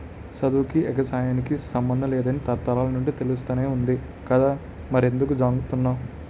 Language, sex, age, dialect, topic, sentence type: Telugu, male, 18-24, Utterandhra, agriculture, statement